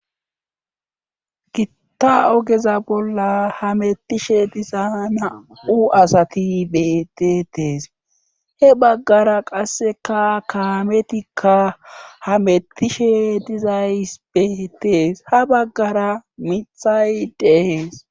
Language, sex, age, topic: Gamo, male, 25-35, government